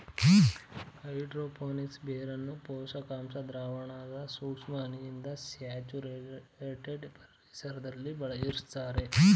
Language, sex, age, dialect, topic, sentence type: Kannada, male, 25-30, Mysore Kannada, agriculture, statement